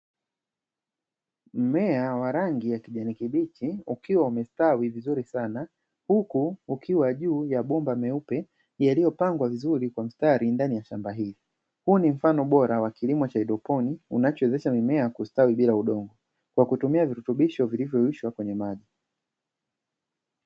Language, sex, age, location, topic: Swahili, male, 36-49, Dar es Salaam, agriculture